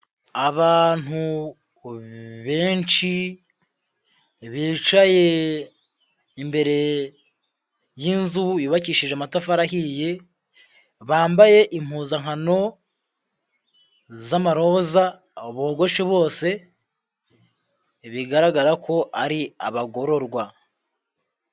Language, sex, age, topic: Kinyarwanda, male, 18-24, government